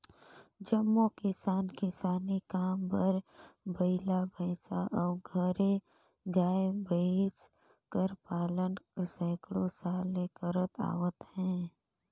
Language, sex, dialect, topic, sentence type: Chhattisgarhi, female, Northern/Bhandar, agriculture, statement